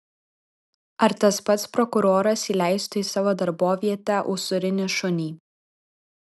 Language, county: Lithuanian, Vilnius